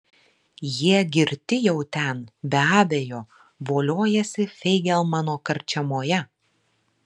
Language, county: Lithuanian, Marijampolė